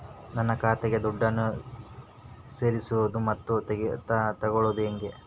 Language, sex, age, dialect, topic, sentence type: Kannada, male, 18-24, Central, banking, question